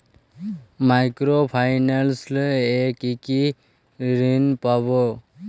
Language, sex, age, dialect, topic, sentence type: Bengali, male, 18-24, Jharkhandi, banking, question